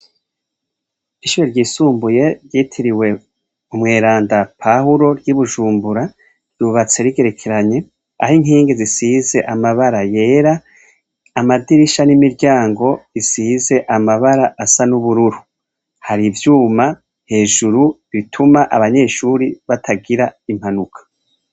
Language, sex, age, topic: Rundi, male, 36-49, education